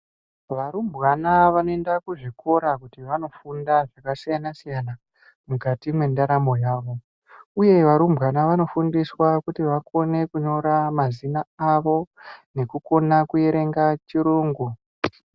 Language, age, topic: Ndau, 18-24, education